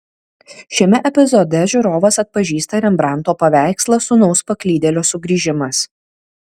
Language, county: Lithuanian, Kaunas